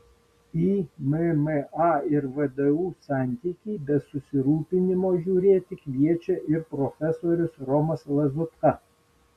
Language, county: Lithuanian, Vilnius